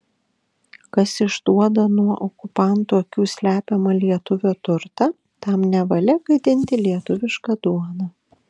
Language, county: Lithuanian, Kaunas